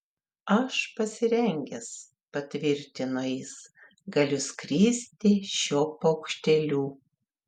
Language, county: Lithuanian, Klaipėda